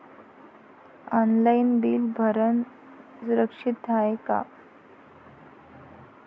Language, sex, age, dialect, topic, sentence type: Marathi, female, 18-24, Varhadi, banking, question